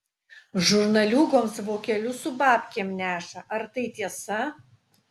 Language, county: Lithuanian, Utena